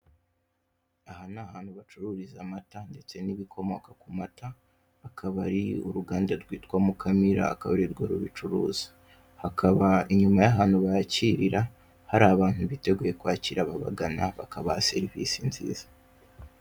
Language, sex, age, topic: Kinyarwanda, male, 18-24, finance